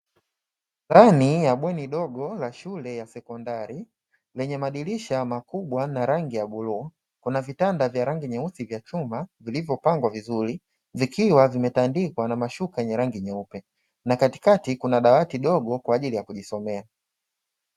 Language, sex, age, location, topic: Swahili, male, 25-35, Dar es Salaam, education